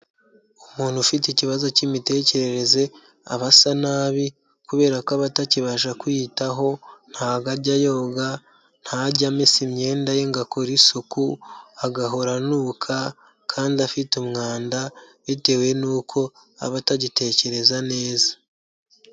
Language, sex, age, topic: Kinyarwanda, male, 25-35, health